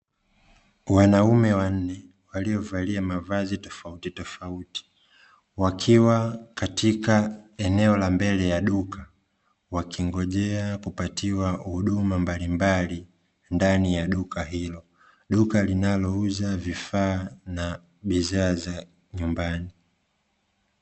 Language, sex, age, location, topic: Swahili, male, 25-35, Dar es Salaam, finance